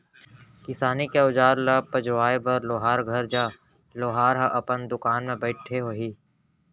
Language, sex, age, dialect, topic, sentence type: Chhattisgarhi, male, 18-24, Central, agriculture, statement